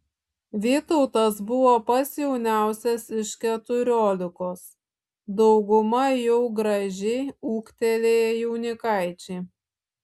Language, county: Lithuanian, Šiauliai